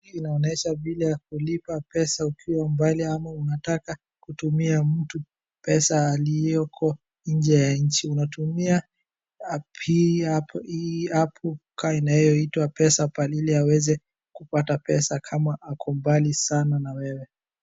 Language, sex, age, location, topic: Swahili, male, 18-24, Wajir, finance